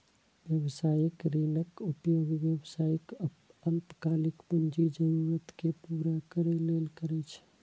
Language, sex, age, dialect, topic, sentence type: Maithili, male, 36-40, Eastern / Thethi, banking, statement